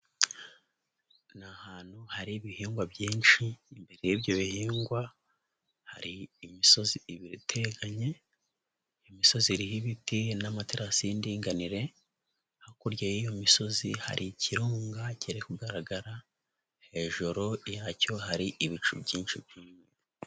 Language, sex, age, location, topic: Kinyarwanda, male, 18-24, Nyagatare, agriculture